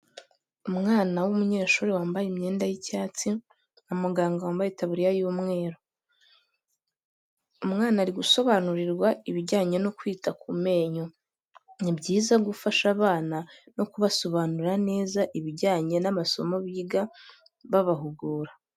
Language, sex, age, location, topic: Kinyarwanda, female, 18-24, Kigali, health